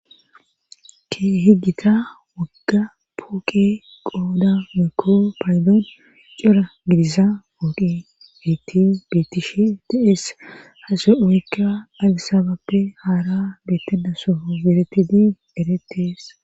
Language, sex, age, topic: Gamo, female, 25-35, government